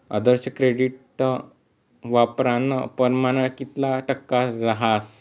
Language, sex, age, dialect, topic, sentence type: Marathi, male, 36-40, Northern Konkan, banking, statement